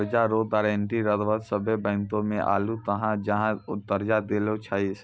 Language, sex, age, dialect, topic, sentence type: Maithili, male, 60-100, Angika, banking, statement